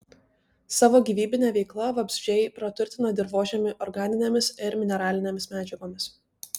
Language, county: Lithuanian, Tauragė